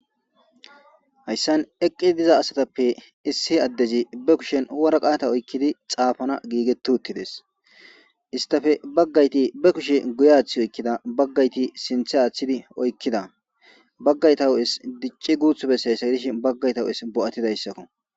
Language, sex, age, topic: Gamo, male, 25-35, government